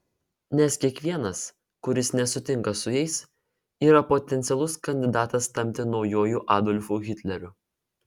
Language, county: Lithuanian, Vilnius